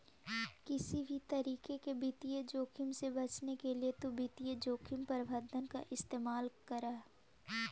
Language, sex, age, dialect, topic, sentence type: Magahi, female, 18-24, Central/Standard, banking, statement